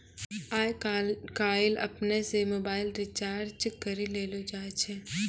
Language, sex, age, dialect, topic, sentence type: Maithili, female, 18-24, Angika, banking, statement